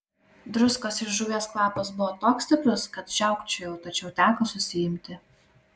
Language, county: Lithuanian, Klaipėda